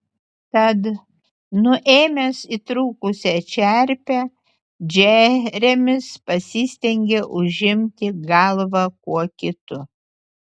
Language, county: Lithuanian, Utena